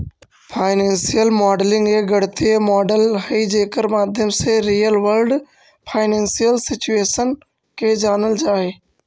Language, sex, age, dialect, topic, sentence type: Magahi, male, 46-50, Central/Standard, banking, statement